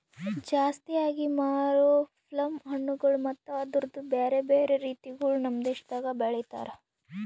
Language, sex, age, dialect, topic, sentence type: Kannada, female, 18-24, Northeastern, agriculture, statement